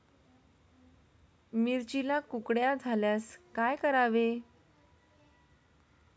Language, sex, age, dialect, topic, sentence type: Marathi, female, 31-35, Standard Marathi, agriculture, question